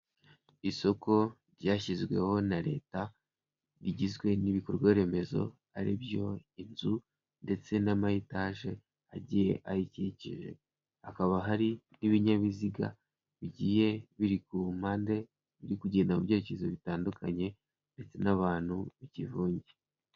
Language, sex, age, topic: Kinyarwanda, male, 18-24, finance